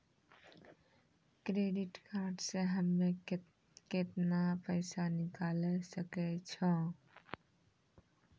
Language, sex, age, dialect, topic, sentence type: Maithili, female, 25-30, Angika, banking, question